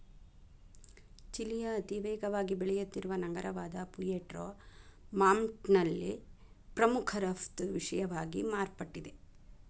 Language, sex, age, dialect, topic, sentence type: Kannada, female, 56-60, Dharwad Kannada, agriculture, statement